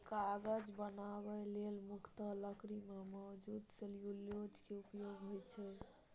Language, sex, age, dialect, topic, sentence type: Maithili, male, 31-35, Eastern / Thethi, agriculture, statement